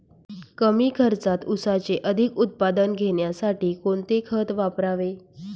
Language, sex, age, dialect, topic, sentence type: Marathi, female, 46-50, Northern Konkan, agriculture, question